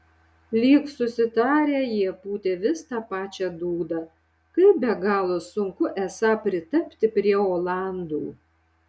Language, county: Lithuanian, Šiauliai